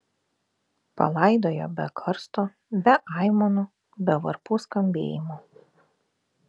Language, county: Lithuanian, Vilnius